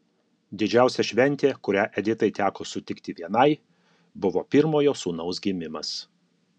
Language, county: Lithuanian, Alytus